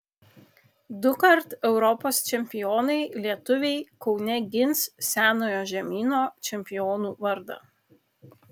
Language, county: Lithuanian, Kaunas